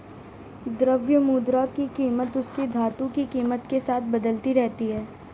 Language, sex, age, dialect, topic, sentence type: Hindi, female, 36-40, Marwari Dhudhari, banking, statement